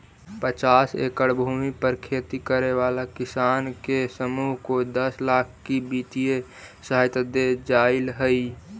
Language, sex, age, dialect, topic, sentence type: Magahi, male, 18-24, Central/Standard, agriculture, statement